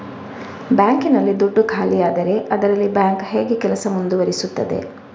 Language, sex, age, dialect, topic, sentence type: Kannada, female, 18-24, Coastal/Dakshin, banking, question